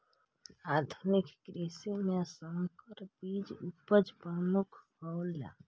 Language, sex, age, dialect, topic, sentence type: Maithili, female, 25-30, Eastern / Thethi, agriculture, statement